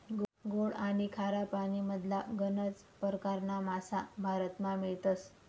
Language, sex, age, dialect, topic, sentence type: Marathi, female, 25-30, Northern Konkan, agriculture, statement